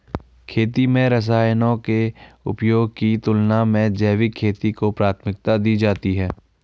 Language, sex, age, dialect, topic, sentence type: Hindi, male, 41-45, Garhwali, agriculture, statement